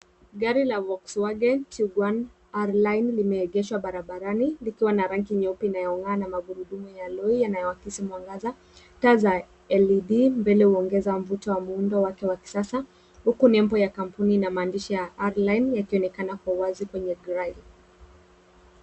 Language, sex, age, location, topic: Swahili, female, 36-49, Nairobi, finance